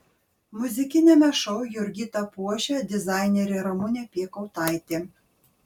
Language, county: Lithuanian, Panevėžys